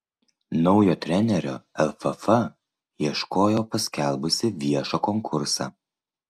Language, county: Lithuanian, Vilnius